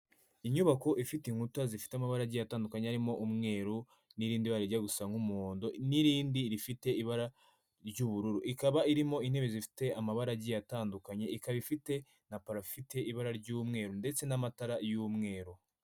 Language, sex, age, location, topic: Kinyarwanda, female, 25-35, Kigali, health